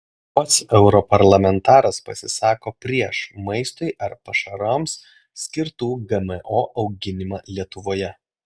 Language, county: Lithuanian, Klaipėda